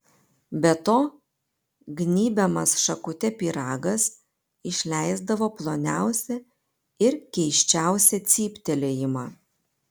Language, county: Lithuanian, Panevėžys